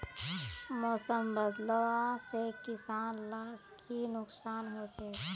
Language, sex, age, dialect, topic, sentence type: Magahi, female, 25-30, Northeastern/Surjapuri, agriculture, question